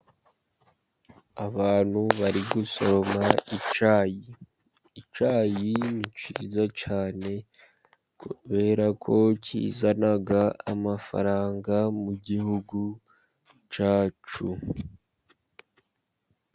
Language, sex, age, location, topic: Kinyarwanda, male, 50+, Musanze, agriculture